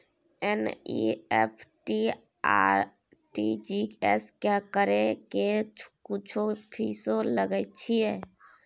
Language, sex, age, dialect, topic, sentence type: Maithili, female, 18-24, Bajjika, banking, question